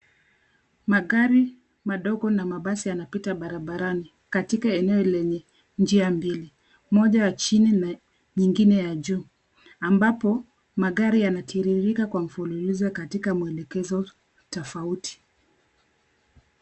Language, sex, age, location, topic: Swahili, female, 25-35, Nairobi, government